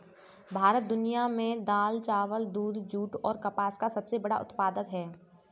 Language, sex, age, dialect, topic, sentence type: Hindi, female, 18-24, Kanauji Braj Bhasha, agriculture, statement